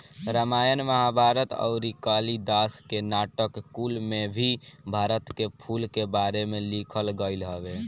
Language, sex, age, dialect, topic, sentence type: Bhojpuri, male, <18, Northern, agriculture, statement